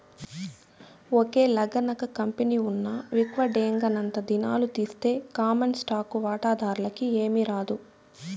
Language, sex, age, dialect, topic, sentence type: Telugu, female, 18-24, Southern, banking, statement